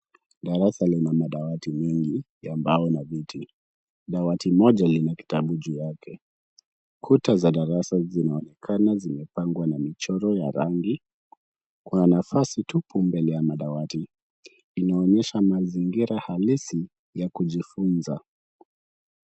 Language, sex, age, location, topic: Swahili, male, 18-24, Kisumu, education